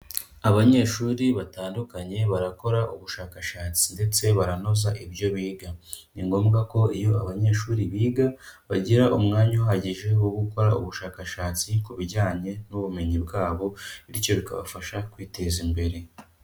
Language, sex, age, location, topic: Kinyarwanda, female, 18-24, Kigali, education